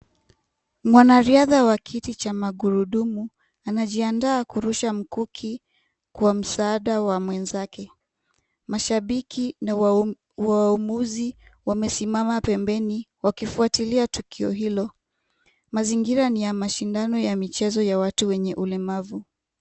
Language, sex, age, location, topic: Swahili, female, 25-35, Kisumu, education